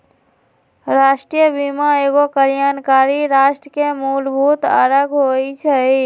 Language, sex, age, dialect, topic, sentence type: Magahi, female, 25-30, Western, banking, statement